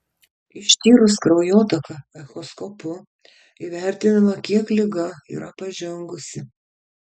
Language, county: Lithuanian, Kaunas